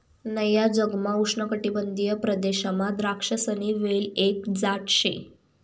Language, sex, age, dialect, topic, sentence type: Marathi, female, 18-24, Northern Konkan, agriculture, statement